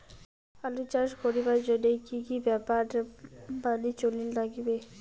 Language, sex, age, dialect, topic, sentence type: Bengali, female, 25-30, Rajbangshi, agriculture, question